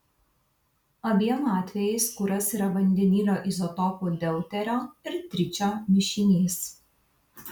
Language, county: Lithuanian, Vilnius